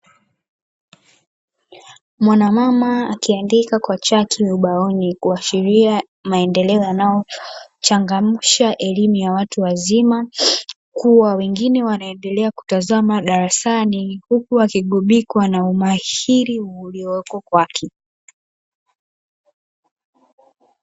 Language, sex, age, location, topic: Swahili, female, 18-24, Dar es Salaam, education